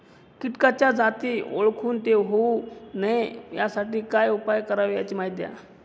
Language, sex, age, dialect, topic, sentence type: Marathi, male, 25-30, Northern Konkan, agriculture, question